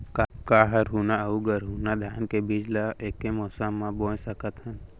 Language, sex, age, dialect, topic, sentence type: Chhattisgarhi, male, 18-24, Central, agriculture, question